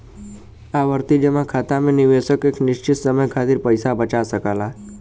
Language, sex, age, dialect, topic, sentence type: Bhojpuri, male, 18-24, Western, banking, statement